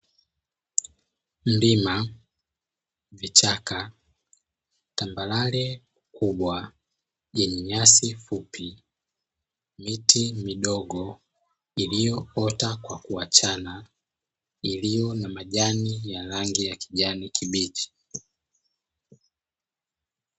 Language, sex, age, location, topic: Swahili, male, 25-35, Dar es Salaam, agriculture